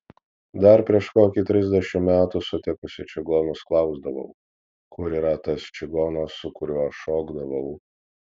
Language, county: Lithuanian, Vilnius